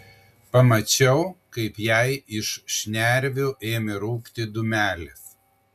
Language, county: Lithuanian, Kaunas